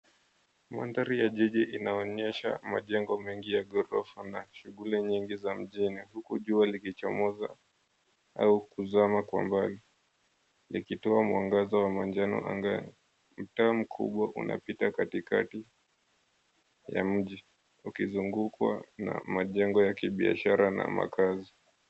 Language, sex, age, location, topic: Swahili, male, 25-35, Mombasa, government